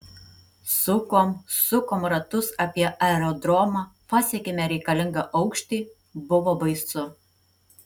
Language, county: Lithuanian, Tauragė